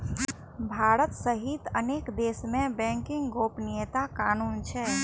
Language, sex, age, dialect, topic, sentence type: Maithili, female, 18-24, Eastern / Thethi, banking, statement